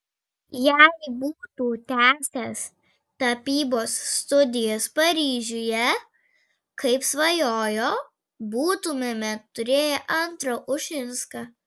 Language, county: Lithuanian, Vilnius